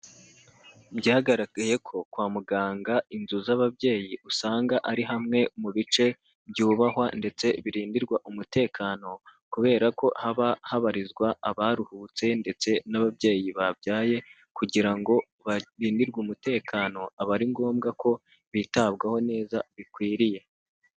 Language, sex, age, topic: Kinyarwanda, male, 18-24, health